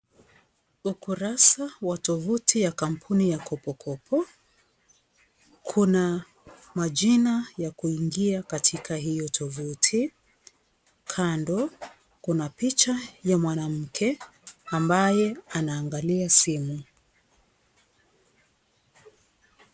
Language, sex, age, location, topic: Swahili, female, 36-49, Kisii, finance